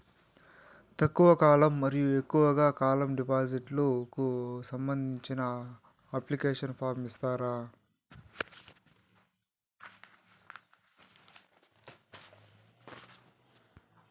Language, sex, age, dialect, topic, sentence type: Telugu, male, 36-40, Southern, banking, question